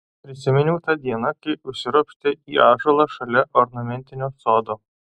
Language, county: Lithuanian, Alytus